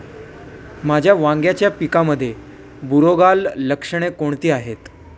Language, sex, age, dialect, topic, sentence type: Marathi, male, 18-24, Standard Marathi, agriculture, question